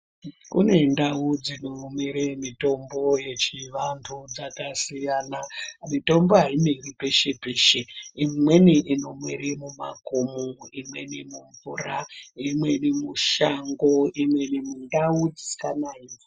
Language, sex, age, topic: Ndau, female, 36-49, health